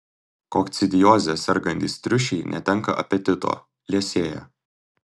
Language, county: Lithuanian, Tauragė